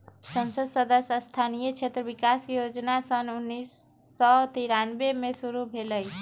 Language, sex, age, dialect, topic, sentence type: Magahi, female, 18-24, Western, banking, statement